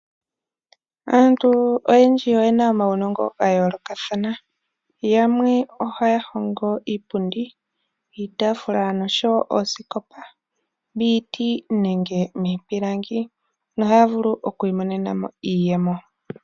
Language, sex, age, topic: Oshiwambo, male, 18-24, finance